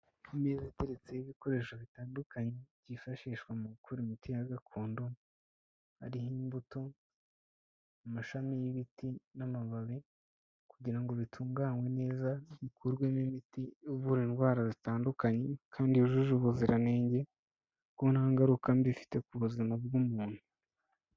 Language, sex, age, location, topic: Kinyarwanda, female, 18-24, Kigali, health